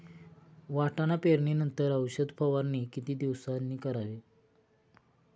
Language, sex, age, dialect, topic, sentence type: Marathi, male, 25-30, Standard Marathi, agriculture, question